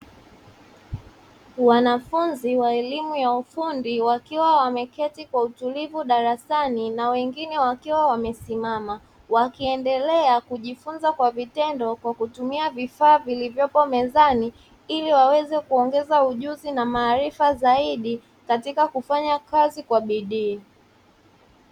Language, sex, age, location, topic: Swahili, male, 25-35, Dar es Salaam, education